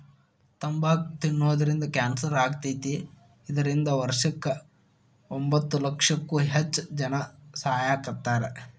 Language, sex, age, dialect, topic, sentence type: Kannada, male, 18-24, Dharwad Kannada, agriculture, statement